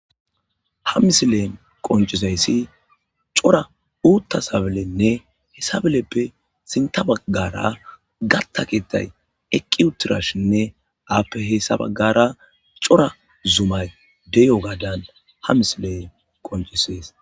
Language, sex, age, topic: Gamo, male, 25-35, agriculture